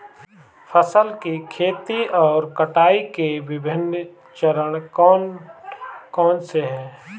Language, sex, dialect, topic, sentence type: Hindi, male, Marwari Dhudhari, agriculture, question